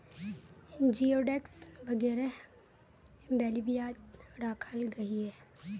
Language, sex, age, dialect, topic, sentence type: Magahi, female, 18-24, Northeastern/Surjapuri, agriculture, statement